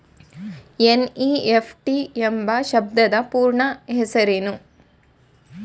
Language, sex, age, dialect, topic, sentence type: Kannada, female, 18-24, Mysore Kannada, banking, question